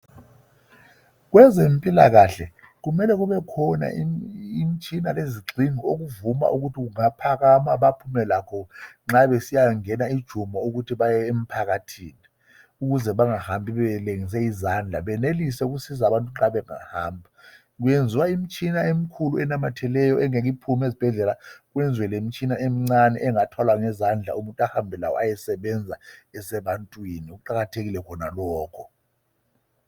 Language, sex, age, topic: North Ndebele, male, 50+, health